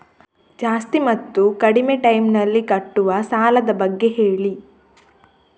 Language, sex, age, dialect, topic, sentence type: Kannada, female, 18-24, Coastal/Dakshin, banking, question